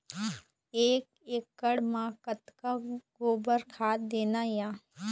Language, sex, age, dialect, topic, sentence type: Chhattisgarhi, female, 25-30, Eastern, agriculture, question